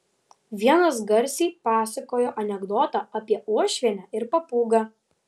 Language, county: Lithuanian, Vilnius